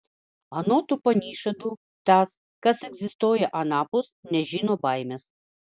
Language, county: Lithuanian, Vilnius